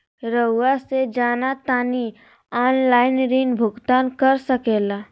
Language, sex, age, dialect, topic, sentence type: Magahi, female, 46-50, Southern, banking, question